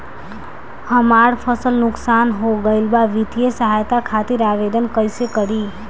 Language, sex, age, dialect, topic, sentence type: Bhojpuri, female, 18-24, Northern, agriculture, question